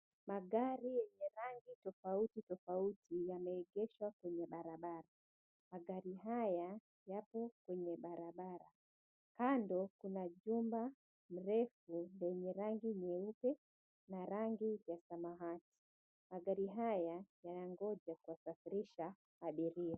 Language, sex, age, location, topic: Swahili, female, 25-35, Mombasa, government